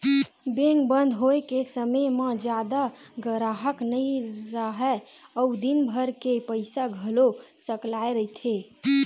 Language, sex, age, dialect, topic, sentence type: Chhattisgarhi, female, 18-24, Western/Budati/Khatahi, banking, statement